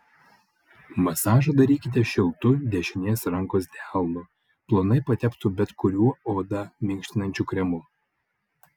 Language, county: Lithuanian, Vilnius